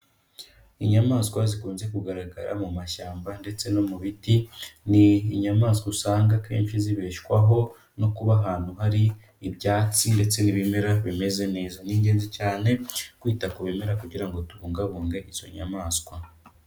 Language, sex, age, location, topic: Kinyarwanda, male, 25-35, Kigali, agriculture